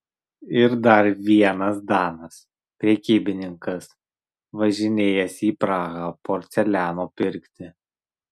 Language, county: Lithuanian, Marijampolė